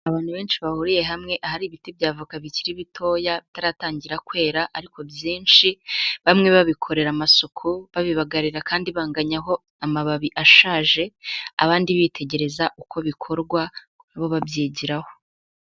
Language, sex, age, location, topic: Kinyarwanda, female, 18-24, Huye, agriculture